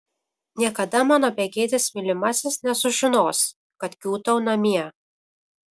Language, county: Lithuanian, Kaunas